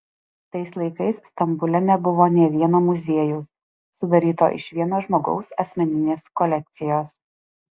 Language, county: Lithuanian, Alytus